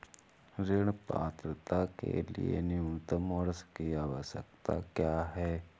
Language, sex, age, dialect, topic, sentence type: Hindi, male, 18-24, Awadhi Bundeli, banking, question